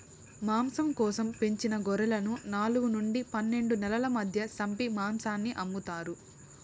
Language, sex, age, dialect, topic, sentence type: Telugu, female, 18-24, Southern, agriculture, statement